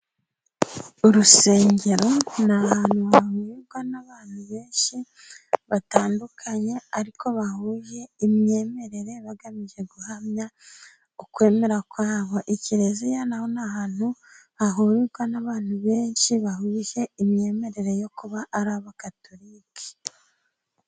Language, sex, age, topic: Kinyarwanda, female, 25-35, government